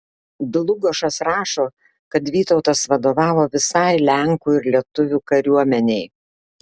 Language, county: Lithuanian, Klaipėda